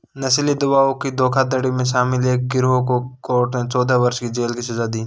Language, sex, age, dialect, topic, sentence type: Hindi, male, 18-24, Marwari Dhudhari, banking, statement